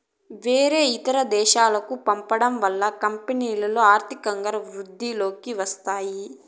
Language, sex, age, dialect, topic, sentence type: Telugu, female, 41-45, Southern, banking, statement